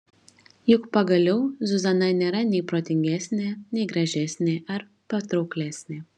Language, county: Lithuanian, Šiauliai